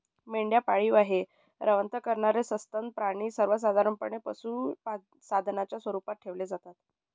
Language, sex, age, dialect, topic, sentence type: Marathi, male, 60-100, Northern Konkan, agriculture, statement